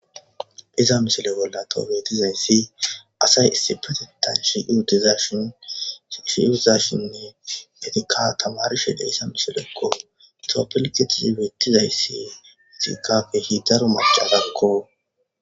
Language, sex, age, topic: Gamo, male, 18-24, government